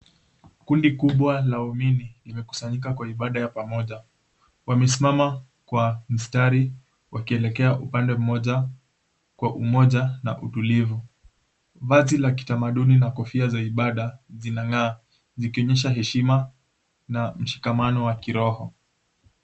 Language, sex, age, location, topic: Swahili, male, 18-24, Mombasa, government